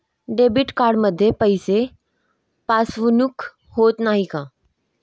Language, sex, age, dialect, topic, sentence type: Marathi, female, 18-24, Standard Marathi, banking, question